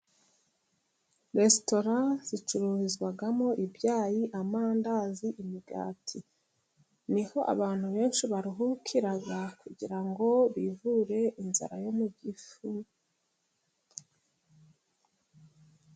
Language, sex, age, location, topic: Kinyarwanda, female, 36-49, Musanze, finance